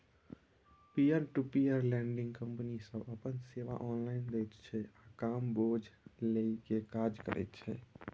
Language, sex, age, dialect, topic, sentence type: Maithili, male, 18-24, Bajjika, banking, statement